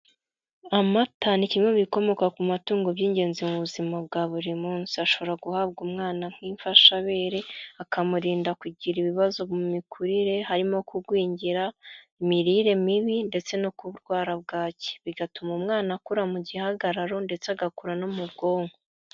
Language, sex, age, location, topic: Kinyarwanda, female, 25-35, Kigali, health